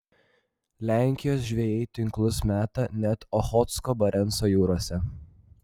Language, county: Lithuanian, Vilnius